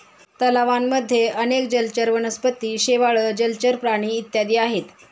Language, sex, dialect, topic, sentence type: Marathi, female, Standard Marathi, agriculture, statement